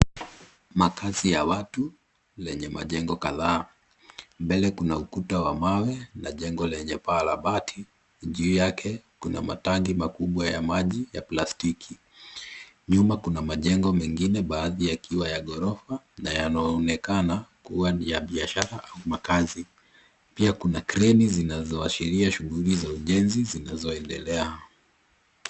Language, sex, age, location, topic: Swahili, male, 18-24, Nairobi, government